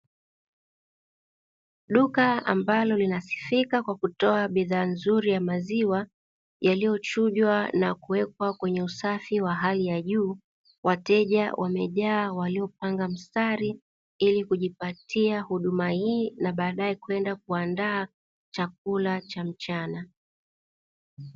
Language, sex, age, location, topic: Swahili, female, 36-49, Dar es Salaam, finance